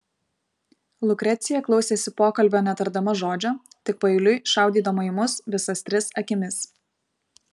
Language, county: Lithuanian, Vilnius